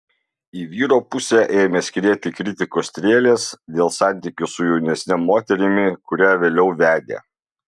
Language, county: Lithuanian, Vilnius